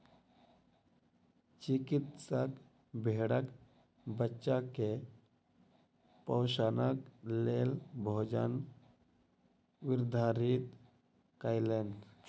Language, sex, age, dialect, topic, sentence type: Maithili, male, 18-24, Southern/Standard, agriculture, statement